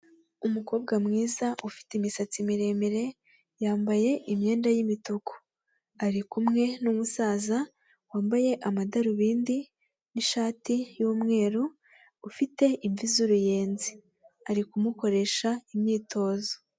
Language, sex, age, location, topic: Kinyarwanda, female, 25-35, Huye, health